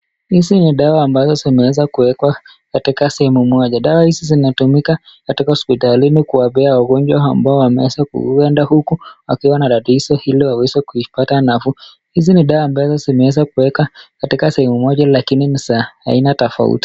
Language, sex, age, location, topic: Swahili, male, 25-35, Nakuru, health